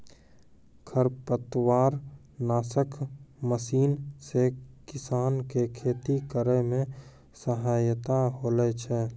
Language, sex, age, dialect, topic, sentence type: Maithili, male, 18-24, Angika, agriculture, statement